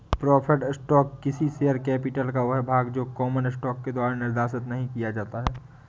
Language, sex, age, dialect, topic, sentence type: Hindi, male, 18-24, Awadhi Bundeli, banking, statement